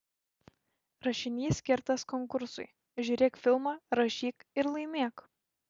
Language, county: Lithuanian, Šiauliai